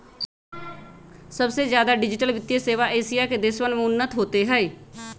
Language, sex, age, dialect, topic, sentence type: Magahi, female, 31-35, Western, banking, statement